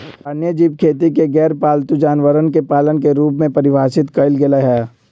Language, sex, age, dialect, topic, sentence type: Magahi, male, 18-24, Western, agriculture, statement